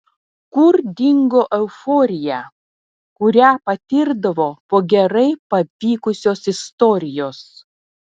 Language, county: Lithuanian, Telšiai